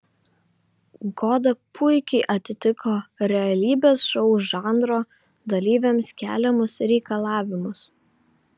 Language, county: Lithuanian, Vilnius